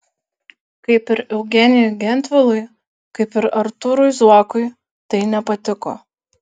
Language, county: Lithuanian, Kaunas